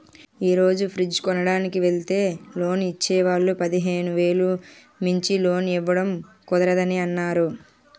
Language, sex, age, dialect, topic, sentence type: Telugu, female, 41-45, Utterandhra, banking, statement